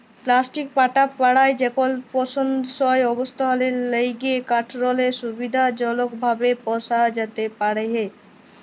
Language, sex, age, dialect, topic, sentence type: Bengali, female, <18, Jharkhandi, agriculture, statement